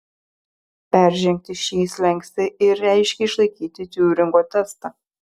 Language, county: Lithuanian, Kaunas